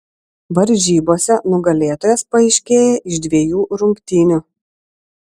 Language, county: Lithuanian, Vilnius